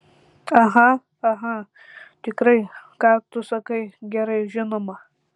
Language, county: Lithuanian, Tauragė